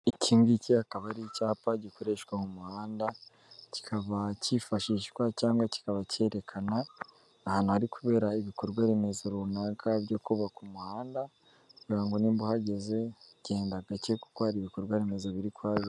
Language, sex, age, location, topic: Kinyarwanda, female, 18-24, Kigali, government